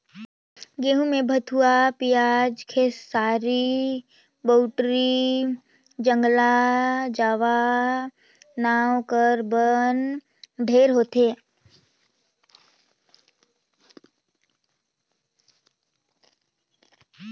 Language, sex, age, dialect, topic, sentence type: Chhattisgarhi, female, 18-24, Northern/Bhandar, agriculture, statement